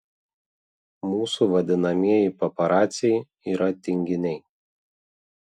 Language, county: Lithuanian, Vilnius